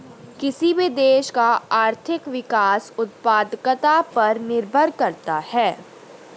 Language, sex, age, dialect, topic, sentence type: Hindi, female, 31-35, Hindustani Malvi Khadi Boli, banking, statement